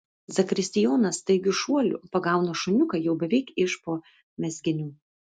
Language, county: Lithuanian, Vilnius